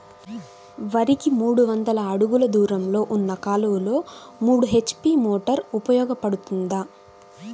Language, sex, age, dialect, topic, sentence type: Telugu, female, 18-24, Central/Coastal, agriculture, question